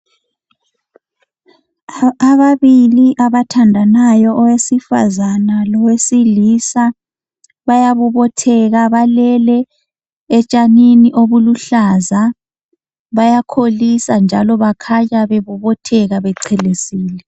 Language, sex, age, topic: North Ndebele, male, 25-35, health